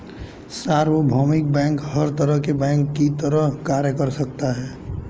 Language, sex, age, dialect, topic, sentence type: Hindi, male, 18-24, Hindustani Malvi Khadi Boli, banking, statement